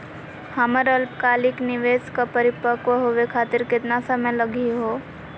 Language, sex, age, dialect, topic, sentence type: Magahi, female, 18-24, Southern, banking, question